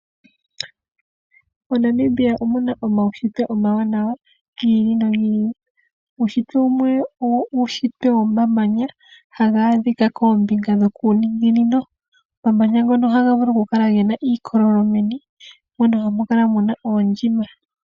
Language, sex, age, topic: Oshiwambo, female, 25-35, agriculture